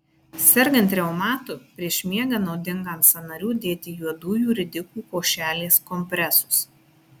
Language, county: Lithuanian, Marijampolė